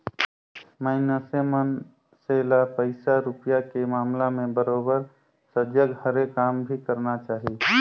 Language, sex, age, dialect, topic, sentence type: Chhattisgarhi, male, 25-30, Northern/Bhandar, banking, statement